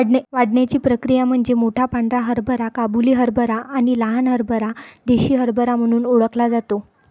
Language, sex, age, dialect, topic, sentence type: Marathi, female, 25-30, Varhadi, agriculture, statement